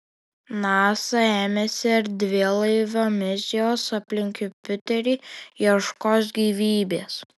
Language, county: Lithuanian, Alytus